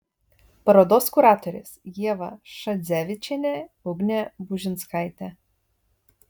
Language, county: Lithuanian, Vilnius